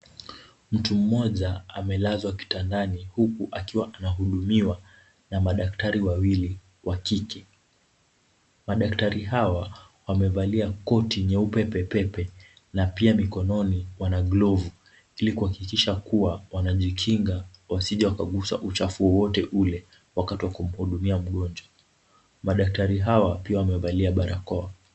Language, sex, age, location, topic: Swahili, male, 18-24, Kisumu, health